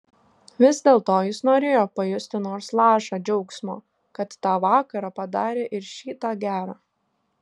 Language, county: Lithuanian, Šiauliai